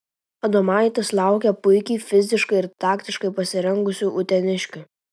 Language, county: Lithuanian, Tauragė